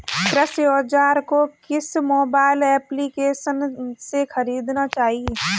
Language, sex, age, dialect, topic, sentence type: Hindi, female, 25-30, Kanauji Braj Bhasha, agriculture, question